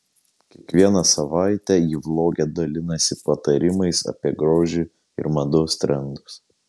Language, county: Lithuanian, Kaunas